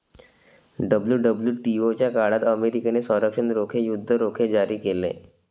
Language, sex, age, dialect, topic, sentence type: Marathi, male, 25-30, Varhadi, banking, statement